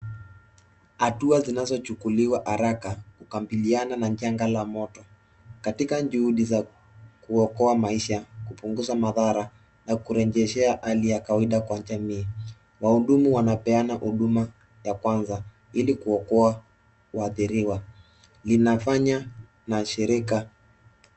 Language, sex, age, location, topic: Swahili, male, 18-24, Nairobi, health